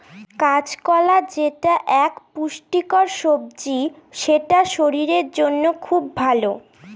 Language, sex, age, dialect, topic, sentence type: Bengali, female, 18-24, Northern/Varendri, agriculture, statement